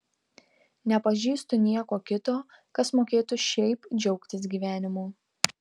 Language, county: Lithuanian, Tauragė